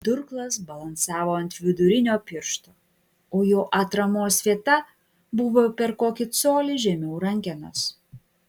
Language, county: Lithuanian, Klaipėda